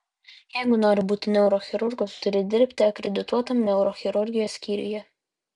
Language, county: Lithuanian, Utena